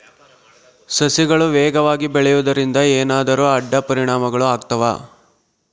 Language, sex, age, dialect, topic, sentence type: Kannada, male, 56-60, Central, agriculture, question